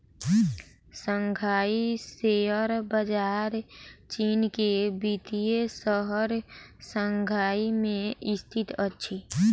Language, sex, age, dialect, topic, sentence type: Maithili, female, 18-24, Southern/Standard, banking, statement